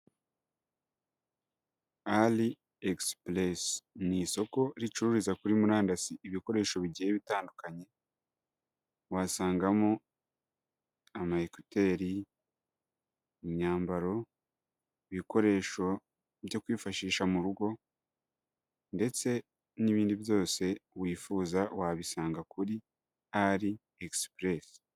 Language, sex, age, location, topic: Kinyarwanda, male, 25-35, Huye, finance